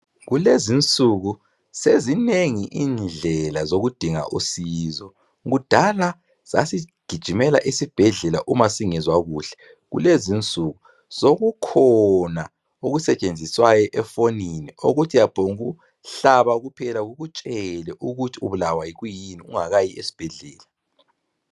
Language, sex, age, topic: North Ndebele, female, 36-49, health